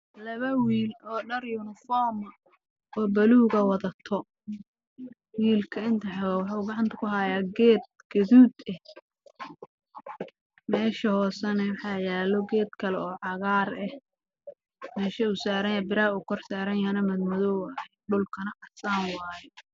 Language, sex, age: Somali, male, 18-24